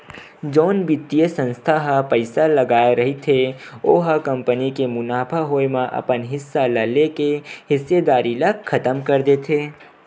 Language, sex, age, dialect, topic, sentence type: Chhattisgarhi, male, 18-24, Western/Budati/Khatahi, banking, statement